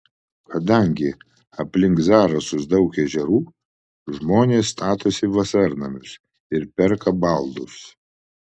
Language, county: Lithuanian, Vilnius